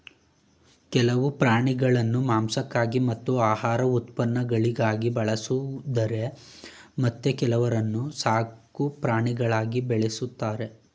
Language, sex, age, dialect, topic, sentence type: Kannada, male, 18-24, Mysore Kannada, agriculture, statement